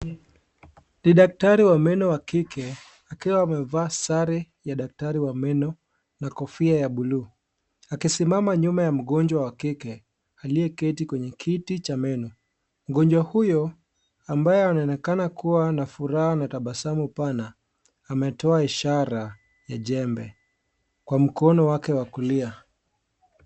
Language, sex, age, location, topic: Swahili, male, 18-24, Kisii, health